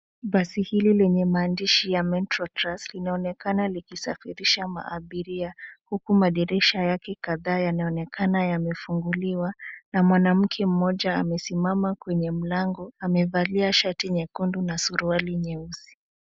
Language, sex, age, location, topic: Swahili, female, 25-35, Nairobi, government